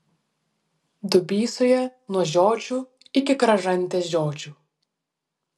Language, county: Lithuanian, Vilnius